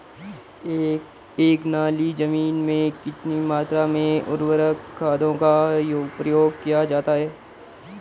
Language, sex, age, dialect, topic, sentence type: Hindi, male, 51-55, Garhwali, agriculture, question